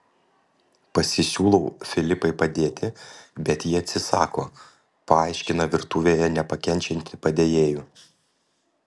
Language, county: Lithuanian, Panevėžys